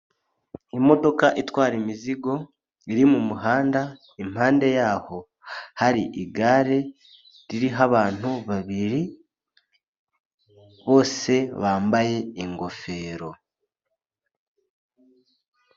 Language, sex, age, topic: Kinyarwanda, male, 25-35, government